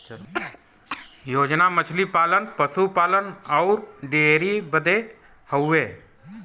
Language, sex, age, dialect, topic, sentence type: Bhojpuri, male, 36-40, Western, agriculture, statement